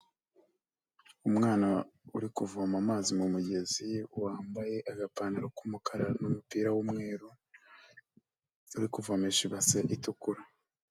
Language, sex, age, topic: Kinyarwanda, male, 25-35, agriculture